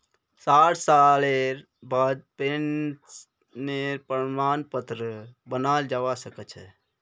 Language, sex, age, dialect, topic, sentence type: Magahi, male, 51-55, Northeastern/Surjapuri, banking, statement